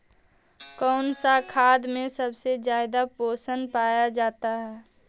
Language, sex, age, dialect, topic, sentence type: Magahi, male, 18-24, Central/Standard, agriculture, question